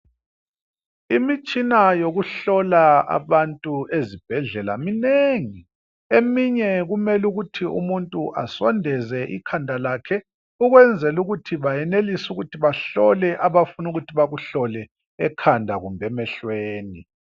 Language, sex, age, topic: North Ndebele, male, 50+, health